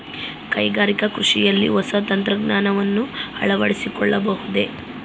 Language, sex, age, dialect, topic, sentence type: Kannada, female, 25-30, Central, agriculture, question